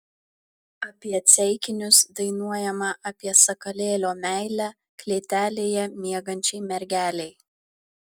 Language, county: Lithuanian, Vilnius